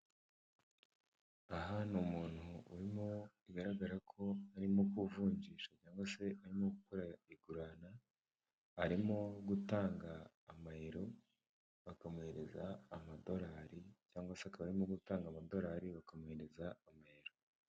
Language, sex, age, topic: Kinyarwanda, male, 18-24, finance